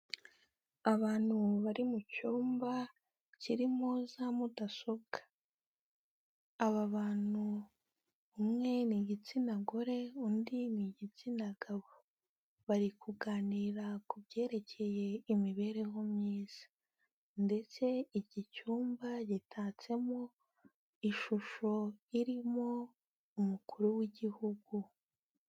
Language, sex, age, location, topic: Kinyarwanda, female, 18-24, Kigali, health